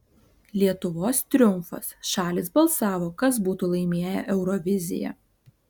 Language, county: Lithuanian, Alytus